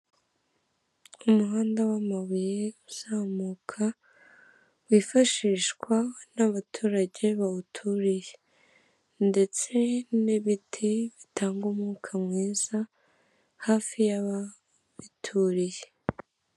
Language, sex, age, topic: Kinyarwanda, female, 18-24, government